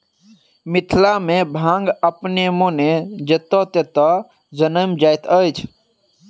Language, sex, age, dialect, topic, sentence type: Maithili, male, 18-24, Southern/Standard, agriculture, statement